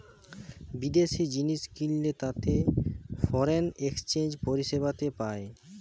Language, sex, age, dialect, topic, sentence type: Bengali, male, 25-30, Western, banking, statement